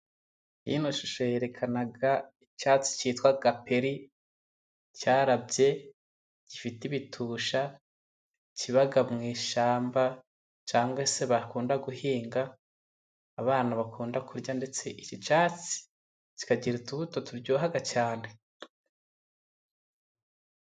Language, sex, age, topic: Kinyarwanda, male, 25-35, health